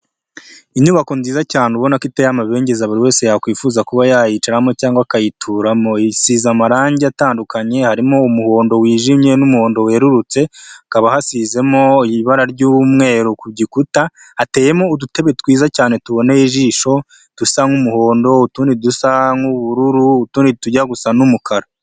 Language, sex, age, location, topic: Kinyarwanda, male, 25-35, Huye, health